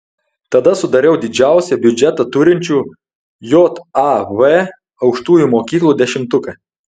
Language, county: Lithuanian, Telšiai